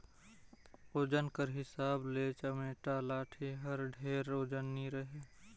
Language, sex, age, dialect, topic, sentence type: Chhattisgarhi, male, 18-24, Northern/Bhandar, agriculture, statement